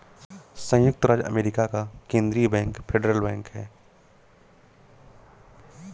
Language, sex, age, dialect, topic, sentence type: Hindi, male, 36-40, Awadhi Bundeli, banking, statement